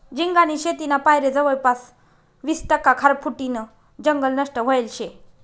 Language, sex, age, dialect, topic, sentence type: Marathi, female, 25-30, Northern Konkan, agriculture, statement